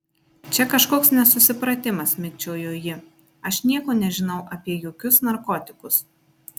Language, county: Lithuanian, Marijampolė